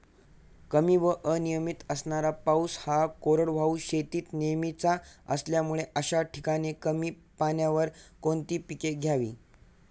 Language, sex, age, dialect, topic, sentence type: Marathi, male, 18-24, Standard Marathi, agriculture, question